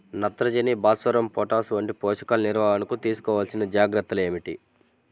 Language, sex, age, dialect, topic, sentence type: Telugu, male, 18-24, Central/Coastal, agriculture, question